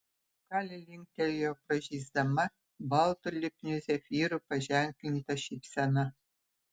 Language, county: Lithuanian, Utena